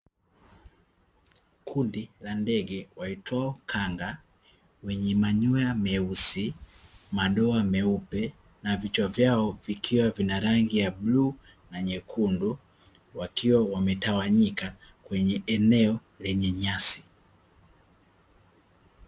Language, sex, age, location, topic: Swahili, male, 18-24, Dar es Salaam, agriculture